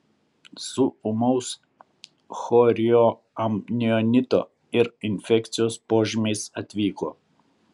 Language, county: Lithuanian, Kaunas